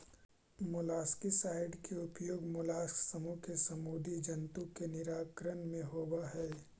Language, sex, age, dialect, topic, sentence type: Magahi, male, 18-24, Central/Standard, banking, statement